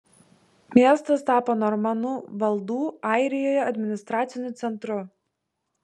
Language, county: Lithuanian, Vilnius